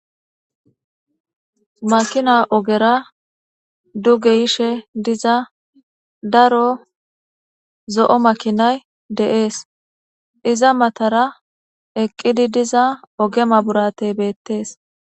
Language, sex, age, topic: Gamo, female, 25-35, government